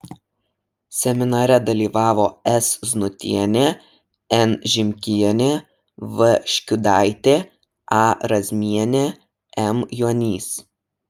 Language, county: Lithuanian, Šiauliai